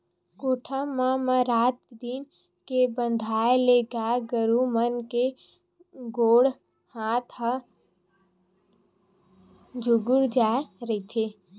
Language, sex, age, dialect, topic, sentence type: Chhattisgarhi, female, 18-24, Western/Budati/Khatahi, agriculture, statement